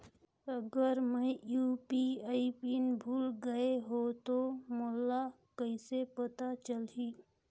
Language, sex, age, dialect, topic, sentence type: Chhattisgarhi, female, 31-35, Northern/Bhandar, banking, question